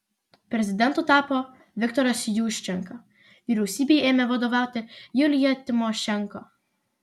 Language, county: Lithuanian, Vilnius